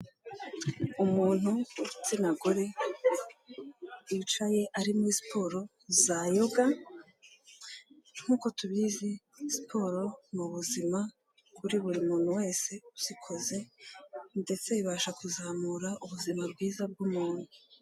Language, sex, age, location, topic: Kinyarwanda, female, 18-24, Kigali, health